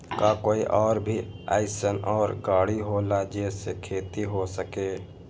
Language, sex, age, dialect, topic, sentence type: Magahi, male, 18-24, Western, agriculture, question